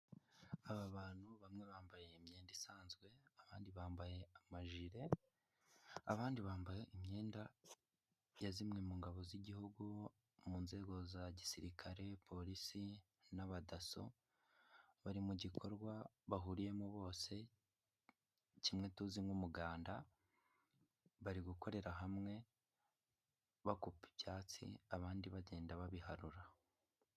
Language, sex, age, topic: Kinyarwanda, male, 18-24, government